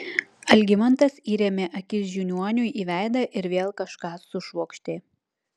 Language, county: Lithuanian, Klaipėda